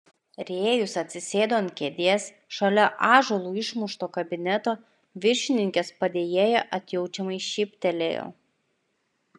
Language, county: Lithuanian, Klaipėda